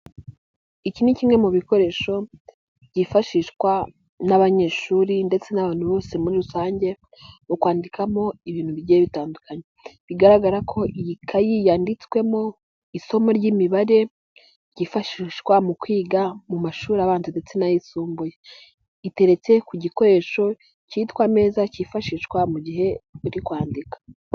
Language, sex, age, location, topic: Kinyarwanda, female, 18-24, Nyagatare, education